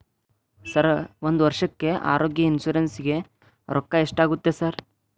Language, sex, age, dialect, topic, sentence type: Kannada, male, 18-24, Dharwad Kannada, banking, question